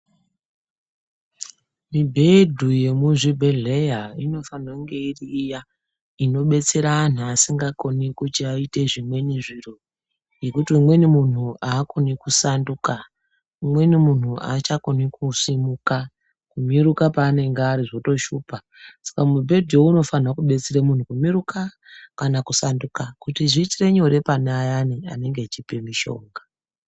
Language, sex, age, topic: Ndau, female, 36-49, health